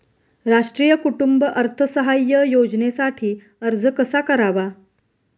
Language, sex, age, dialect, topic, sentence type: Marathi, female, 31-35, Standard Marathi, banking, question